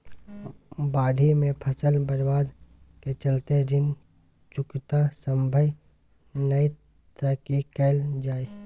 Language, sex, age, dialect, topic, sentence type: Maithili, male, 18-24, Bajjika, banking, question